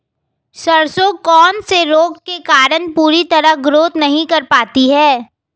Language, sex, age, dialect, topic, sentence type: Hindi, female, 18-24, Hindustani Malvi Khadi Boli, agriculture, question